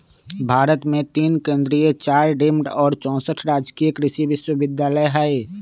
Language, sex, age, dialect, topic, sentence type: Magahi, male, 25-30, Western, agriculture, statement